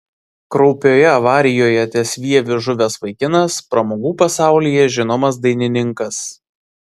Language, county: Lithuanian, Vilnius